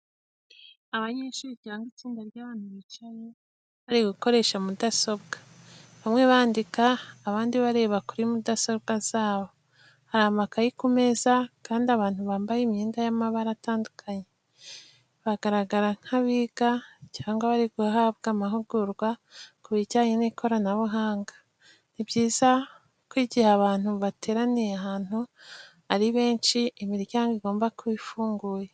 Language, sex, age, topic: Kinyarwanda, female, 25-35, education